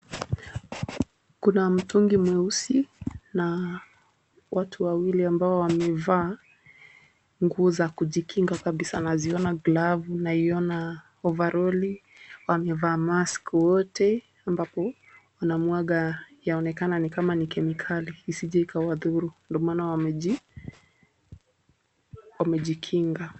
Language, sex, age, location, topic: Swahili, female, 18-24, Kisumu, health